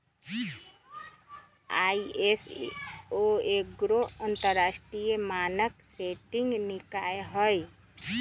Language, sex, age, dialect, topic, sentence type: Magahi, female, 36-40, Western, banking, statement